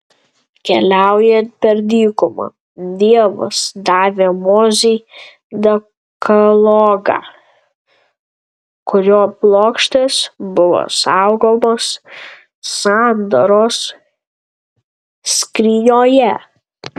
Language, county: Lithuanian, Tauragė